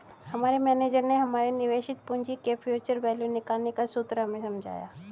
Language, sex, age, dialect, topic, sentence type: Hindi, female, 36-40, Hindustani Malvi Khadi Boli, banking, statement